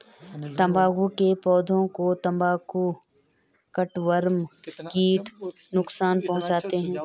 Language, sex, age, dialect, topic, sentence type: Hindi, female, 25-30, Garhwali, agriculture, statement